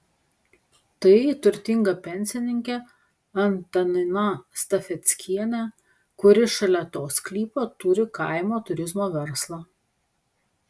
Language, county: Lithuanian, Panevėžys